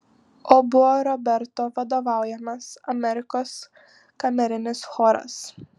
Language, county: Lithuanian, Panevėžys